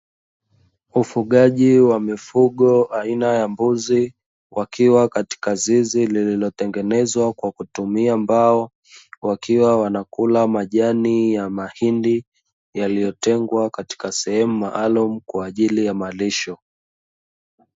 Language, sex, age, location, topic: Swahili, male, 25-35, Dar es Salaam, agriculture